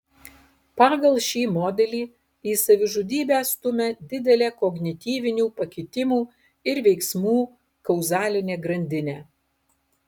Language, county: Lithuanian, Alytus